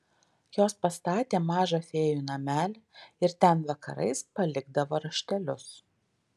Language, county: Lithuanian, Vilnius